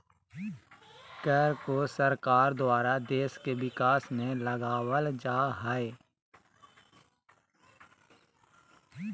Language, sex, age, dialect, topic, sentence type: Magahi, male, 31-35, Southern, banking, statement